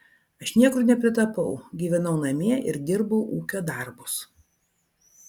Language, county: Lithuanian, Vilnius